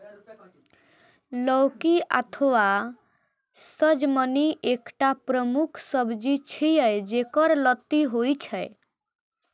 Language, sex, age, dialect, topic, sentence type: Maithili, female, 25-30, Eastern / Thethi, agriculture, statement